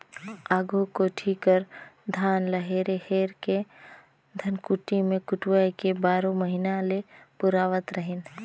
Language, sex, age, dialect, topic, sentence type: Chhattisgarhi, female, 25-30, Northern/Bhandar, agriculture, statement